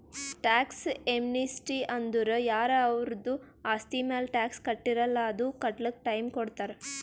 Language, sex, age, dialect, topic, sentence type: Kannada, female, 18-24, Northeastern, banking, statement